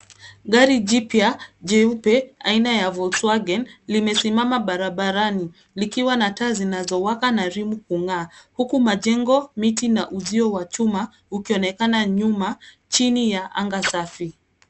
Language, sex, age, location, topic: Swahili, female, 25-35, Nairobi, finance